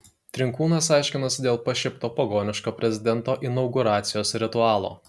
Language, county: Lithuanian, Kaunas